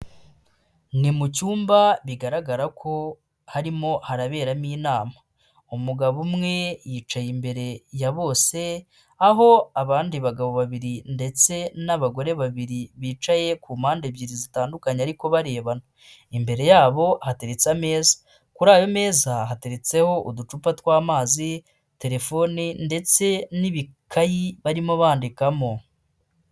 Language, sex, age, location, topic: Kinyarwanda, female, 25-35, Huye, health